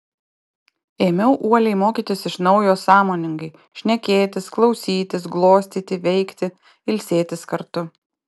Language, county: Lithuanian, Panevėžys